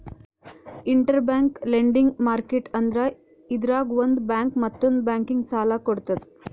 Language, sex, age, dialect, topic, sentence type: Kannada, female, 18-24, Northeastern, banking, statement